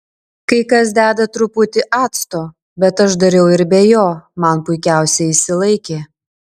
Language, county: Lithuanian, Klaipėda